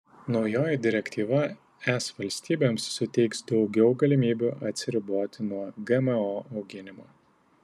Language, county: Lithuanian, Tauragė